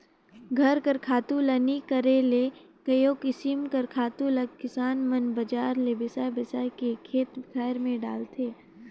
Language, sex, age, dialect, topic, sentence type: Chhattisgarhi, female, 18-24, Northern/Bhandar, agriculture, statement